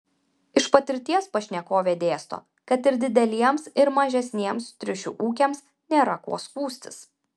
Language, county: Lithuanian, Vilnius